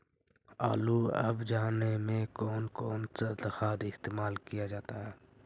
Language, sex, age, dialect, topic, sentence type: Magahi, male, 51-55, Central/Standard, agriculture, question